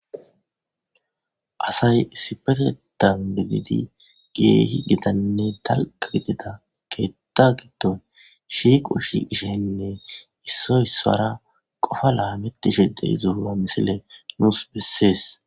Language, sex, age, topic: Gamo, male, 25-35, government